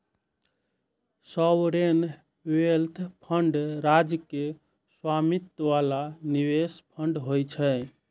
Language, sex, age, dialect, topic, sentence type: Maithili, male, 25-30, Eastern / Thethi, banking, statement